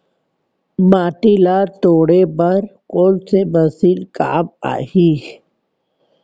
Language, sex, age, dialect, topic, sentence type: Chhattisgarhi, female, 18-24, Central, agriculture, question